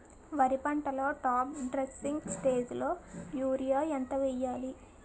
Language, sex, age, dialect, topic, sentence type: Telugu, female, 18-24, Utterandhra, agriculture, question